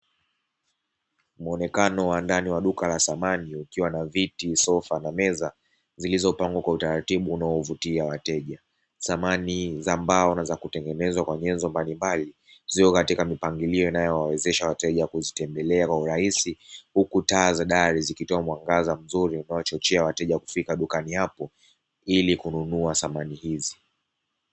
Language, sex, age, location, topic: Swahili, male, 18-24, Dar es Salaam, finance